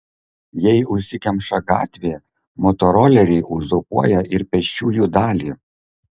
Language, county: Lithuanian, Kaunas